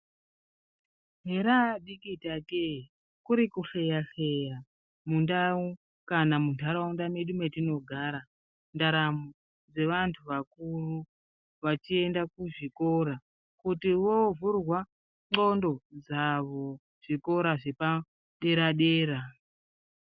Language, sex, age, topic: Ndau, female, 36-49, education